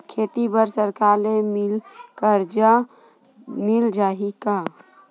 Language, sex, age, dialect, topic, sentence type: Chhattisgarhi, female, 51-55, Western/Budati/Khatahi, agriculture, question